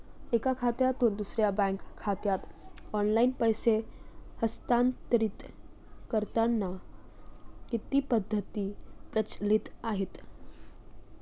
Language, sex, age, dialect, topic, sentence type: Marathi, female, 41-45, Standard Marathi, banking, question